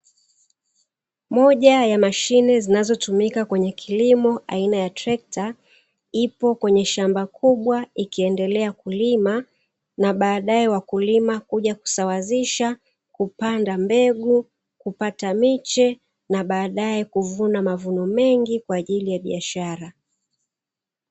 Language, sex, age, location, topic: Swahili, female, 36-49, Dar es Salaam, agriculture